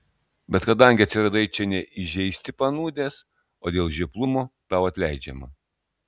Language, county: Lithuanian, Klaipėda